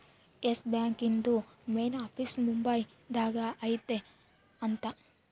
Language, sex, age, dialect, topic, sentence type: Kannada, female, 18-24, Central, banking, statement